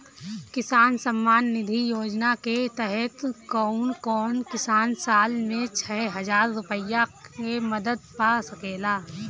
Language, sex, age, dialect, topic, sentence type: Bhojpuri, female, 18-24, Northern, agriculture, question